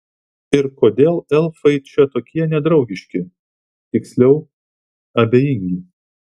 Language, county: Lithuanian, Vilnius